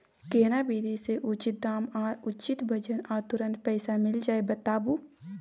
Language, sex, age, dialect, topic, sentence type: Maithili, female, 18-24, Bajjika, agriculture, question